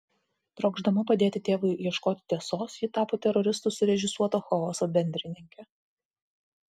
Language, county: Lithuanian, Vilnius